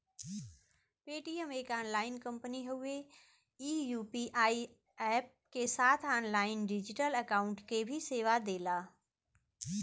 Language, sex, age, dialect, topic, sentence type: Bhojpuri, female, 41-45, Western, banking, statement